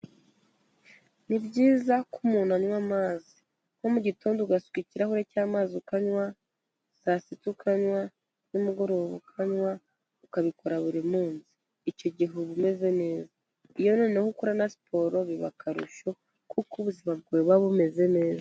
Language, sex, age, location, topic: Kinyarwanda, female, 25-35, Kigali, health